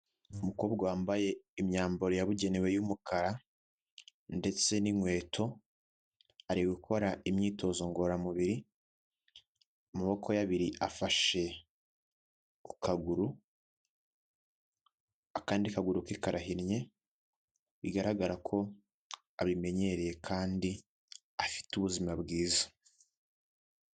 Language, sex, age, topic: Kinyarwanda, male, 18-24, health